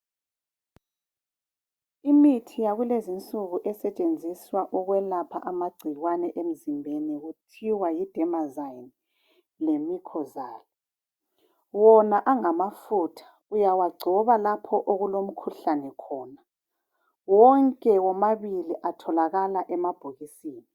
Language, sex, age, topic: North Ndebele, female, 36-49, health